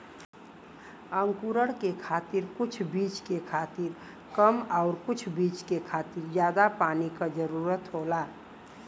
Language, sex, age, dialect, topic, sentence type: Bhojpuri, female, 41-45, Western, agriculture, statement